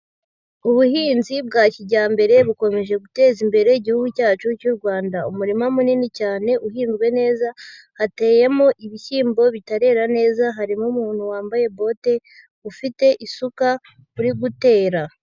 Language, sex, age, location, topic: Kinyarwanda, female, 18-24, Huye, agriculture